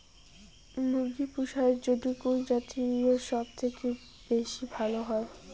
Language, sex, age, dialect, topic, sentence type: Bengali, female, 18-24, Rajbangshi, agriculture, question